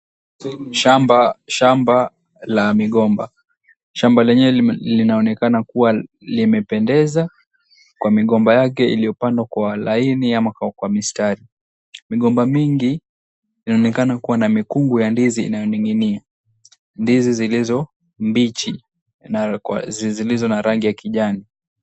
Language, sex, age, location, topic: Swahili, male, 18-24, Mombasa, agriculture